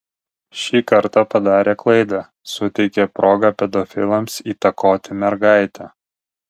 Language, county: Lithuanian, Vilnius